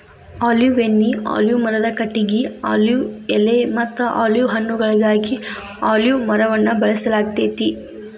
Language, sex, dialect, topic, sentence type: Kannada, female, Dharwad Kannada, agriculture, statement